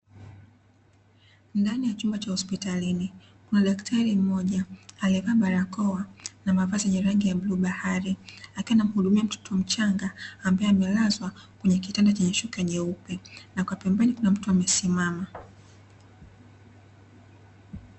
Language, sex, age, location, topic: Swahili, female, 25-35, Dar es Salaam, health